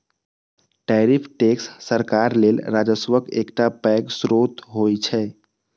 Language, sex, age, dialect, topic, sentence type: Maithili, male, 18-24, Eastern / Thethi, banking, statement